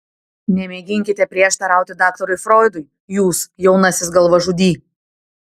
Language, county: Lithuanian, Tauragė